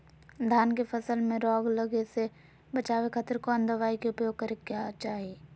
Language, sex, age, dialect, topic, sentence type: Magahi, female, 18-24, Southern, agriculture, question